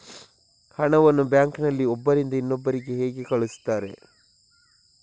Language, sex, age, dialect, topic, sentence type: Kannada, male, 56-60, Coastal/Dakshin, banking, question